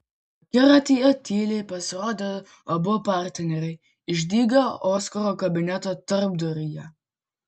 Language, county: Lithuanian, Vilnius